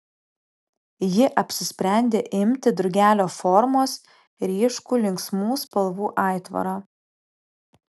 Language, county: Lithuanian, Alytus